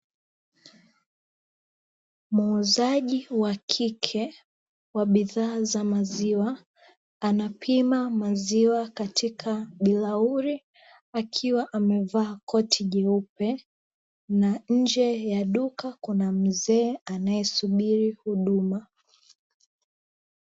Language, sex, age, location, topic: Swahili, female, 18-24, Dar es Salaam, finance